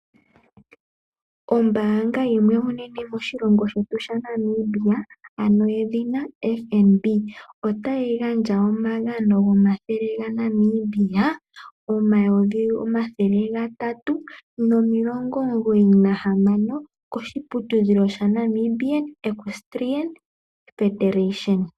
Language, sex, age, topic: Oshiwambo, female, 18-24, finance